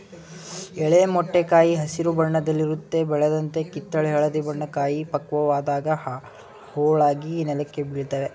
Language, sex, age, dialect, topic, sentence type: Kannada, male, 18-24, Mysore Kannada, agriculture, statement